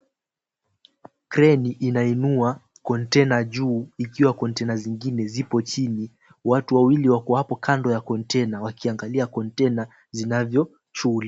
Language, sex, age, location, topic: Swahili, male, 18-24, Mombasa, government